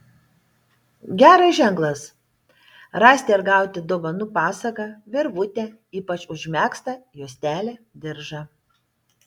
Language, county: Lithuanian, Panevėžys